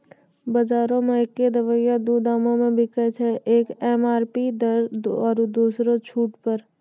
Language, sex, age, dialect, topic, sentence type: Maithili, female, 25-30, Angika, banking, statement